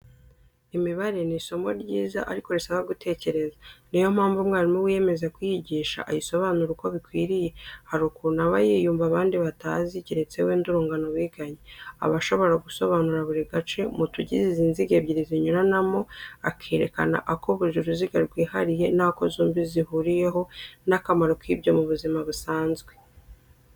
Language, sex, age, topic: Kinyarwanda, female, 25-35, education